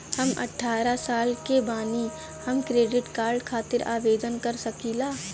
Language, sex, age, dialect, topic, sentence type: Bhojpuri, female, 18-24, Northern, banking, question